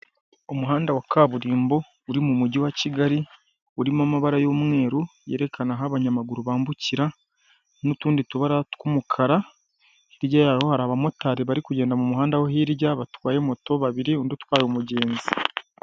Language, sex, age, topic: Kinyarwanda, male, 18-24, government